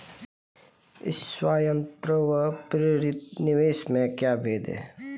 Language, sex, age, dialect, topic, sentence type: Hindi, male, 25-30, Marwari Dhudhari, banking, question